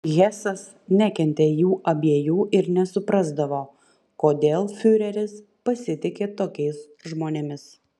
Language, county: Lithuanian, Panevėžys